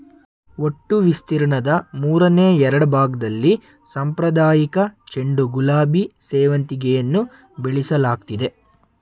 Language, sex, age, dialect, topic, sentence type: Kannada, male, 18-24, Mysore Kannada, agriculture, statement